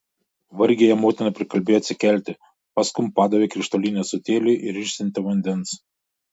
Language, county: Lithuanian, Šiauliai